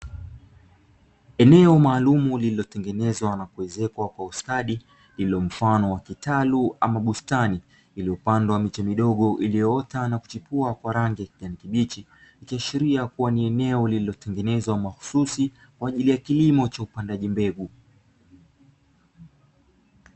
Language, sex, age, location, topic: Swahili, male, 25-35, Dar es Salaam, agriculture